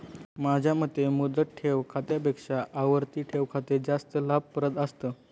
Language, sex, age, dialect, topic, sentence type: Marathi, male, 18-24, Standard Marathi, banking, statement